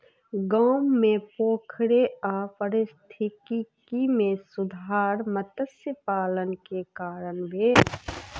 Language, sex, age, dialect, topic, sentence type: Maithili, female, 36-40, Southern/Standard, agriculture, statement